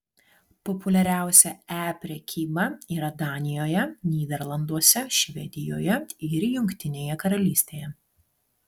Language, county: Lithuanian, Alytus